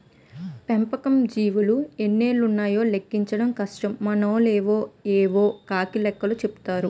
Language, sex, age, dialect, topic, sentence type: Telugu, female, 25-30, Utterandhra, agriculture, statement